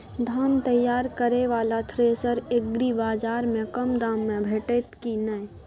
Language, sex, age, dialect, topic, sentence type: Maithili, female, 18-24, Bajjika, agriculture, question